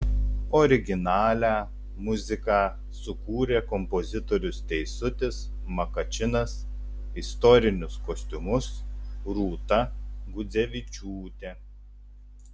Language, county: Lithuanian, Telšiai